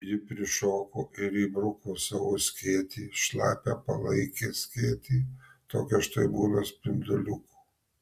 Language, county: Lithuanian, Marijampolė